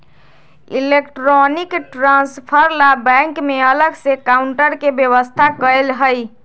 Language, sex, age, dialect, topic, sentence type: Magahi, female, 25-30, Western, banking, statement